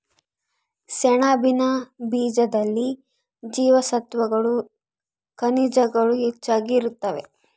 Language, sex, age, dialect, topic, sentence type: Kannada, female, 51-55, Central, agriculture, statement